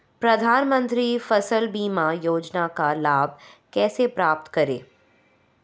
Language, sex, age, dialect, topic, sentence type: Hindi, female, 25-30, Marwari Dhudhari, agriculture, question